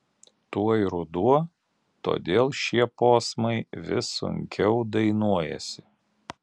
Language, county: Lithuanian, Alytus